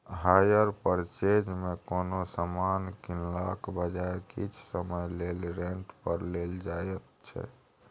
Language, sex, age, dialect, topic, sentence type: Maithili, male, 36-40, Bajjika, banking, statement